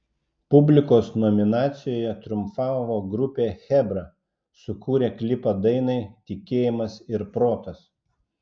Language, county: Lithuanian, Klaipėda